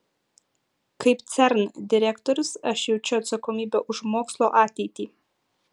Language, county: Lithuanian, Utena